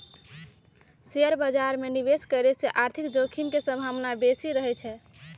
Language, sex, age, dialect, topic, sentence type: Magahi, female, 36-40, Western, banking, statement